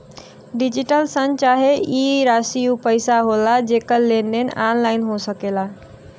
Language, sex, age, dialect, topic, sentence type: Bhojpuri, female, 18-24, Western, banking, statement